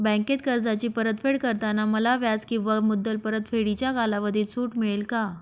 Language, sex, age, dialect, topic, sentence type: Marathi, female, 31-35, Northern Konkan, banking, question